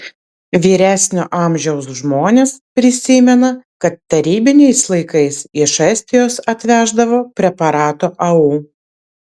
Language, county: Lithuanian, Vilnius